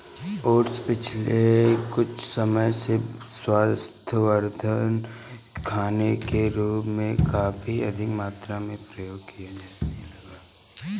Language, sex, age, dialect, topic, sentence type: Hindi, male, 36-40, Awadhi Bundeli, agriculture, statement